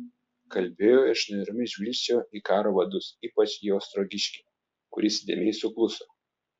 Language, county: Lithuanian, Telšiai